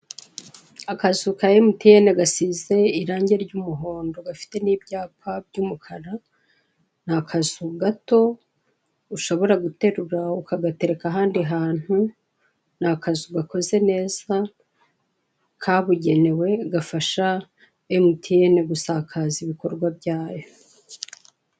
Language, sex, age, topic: Kinyarwanda, male, 36-49, finance